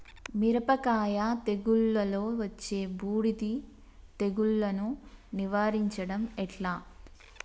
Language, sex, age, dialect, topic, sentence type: Telugu, female, 31-35, Telangana, agriculture, question